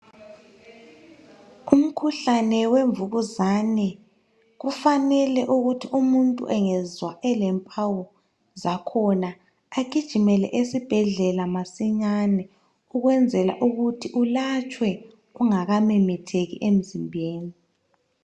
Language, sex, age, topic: North Ndebele, male, 18-24, health